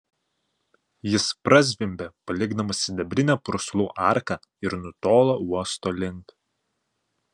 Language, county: Lithuanian, Panevėžys